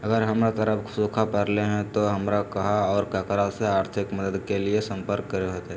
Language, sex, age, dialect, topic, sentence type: Magahi, male, 56-60, Southern, agriculture, question